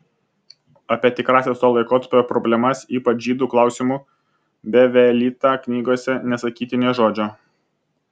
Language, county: Lithuanian, Vilnius